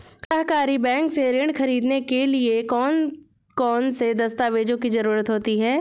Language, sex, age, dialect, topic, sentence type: Hindi, female, 36-40, Awadhi Bundeli, banking, question